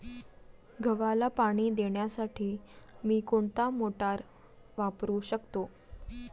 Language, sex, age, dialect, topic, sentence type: Marathi, female, 18-24, Standard Marathi, agriculture, question